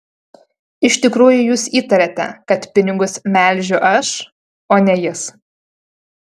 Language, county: Lithuanian, Panevėžys